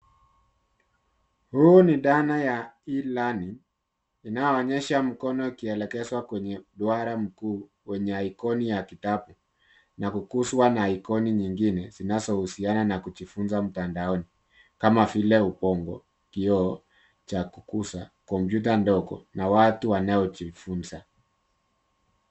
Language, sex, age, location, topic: Swahili, male, 50+, Nairobi, education